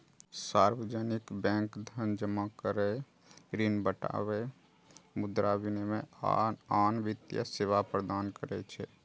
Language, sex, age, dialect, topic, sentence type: Maithili, male, 31-35, Eastern / Thethi, banking, statement